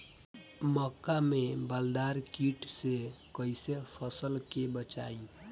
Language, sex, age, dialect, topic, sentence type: Bhojpuri, male, 18-24, Northern, agriculture, question